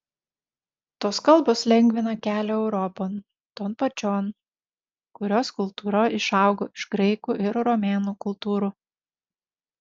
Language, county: Lithuanian, Šiauliai